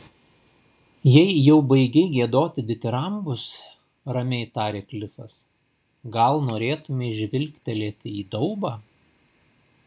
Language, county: Lithuanian, Šiauliai